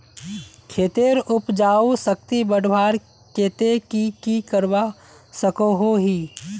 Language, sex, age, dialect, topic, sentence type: Magahi, male, 18-24, Northeastern/Surjapuri, agriculture, question